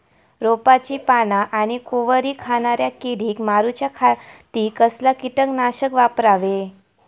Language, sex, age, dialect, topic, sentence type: Marathi, female, 18-24, Southern Konkan, agriculture, question